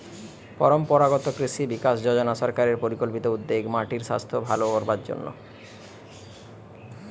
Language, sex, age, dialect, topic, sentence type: Bengali, male, 25-30, Western, agriculture, statement